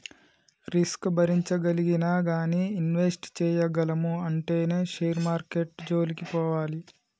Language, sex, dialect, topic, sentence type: Telugu, male, Telangana, banking, statement